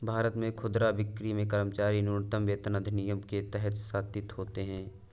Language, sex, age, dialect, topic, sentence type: Hindi, male, 18-24, Awadhi Bundeli, agriculture, statement